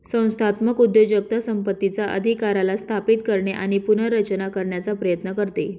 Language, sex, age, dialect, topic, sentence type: Marathi, male, 18-24, Northern Konkan, banking, statement